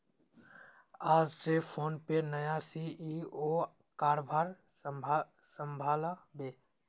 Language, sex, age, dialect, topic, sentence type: Magahi, male, 18-24, Northeastern/Surjapuri, banking, statement